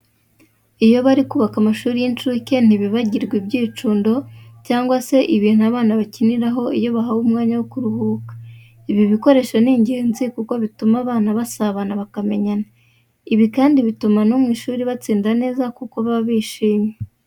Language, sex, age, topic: Kinyarwanda, female, 18-24, education